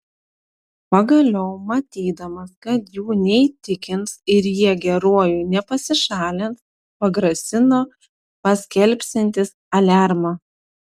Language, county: Lithuanian, Telšiai